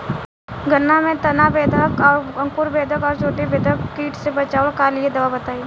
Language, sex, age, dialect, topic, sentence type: Bhojpuri, female, 18-24, Southern / Standard, agriculture, question